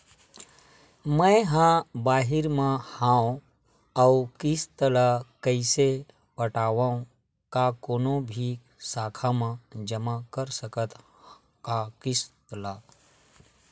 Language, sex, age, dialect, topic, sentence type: Chhattisgarhi, male, 36-40, Western/Budati/Khatahi, banking, question